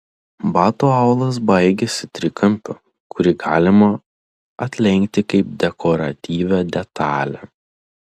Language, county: Lithuanian, Telšiai